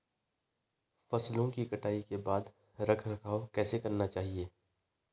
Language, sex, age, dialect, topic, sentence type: Hindi, male, 25-30, Hindustani Malvi Khadi Boli, agriculture, question